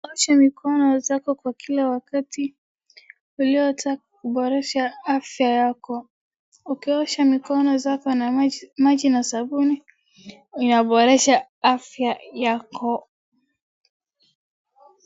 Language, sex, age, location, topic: Swahili, female, 36-49, Wajir, health